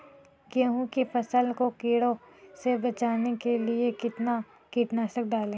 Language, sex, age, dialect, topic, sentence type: Hindi, female, 41-45, Kanauji Braj Bhasha, agriculture, question